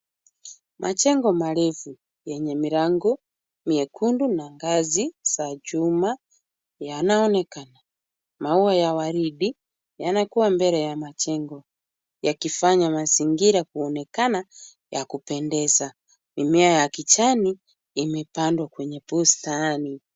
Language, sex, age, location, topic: Swahili, female, 36-49, Kisumu, education